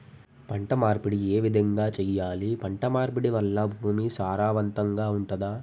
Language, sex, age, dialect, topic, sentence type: Telugu, male, 18-24, Telangana, agriculture, question